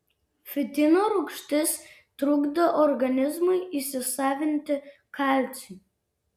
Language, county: Lithuanian, Vilnius